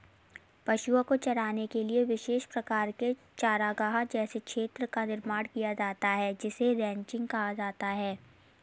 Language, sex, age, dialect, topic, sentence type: Hindi, female, 60-100, Kanauji Braj Bhasha, agriculture, statement